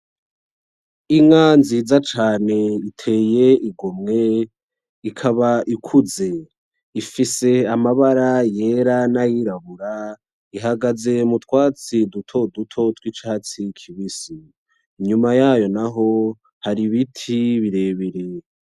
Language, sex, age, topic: Rundi, male, 18-24, agriculture